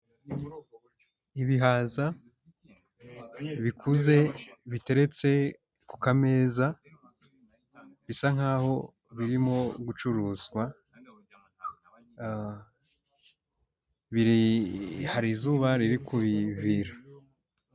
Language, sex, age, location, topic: Kinyarwanda, male, 18-24, Huye, agriculture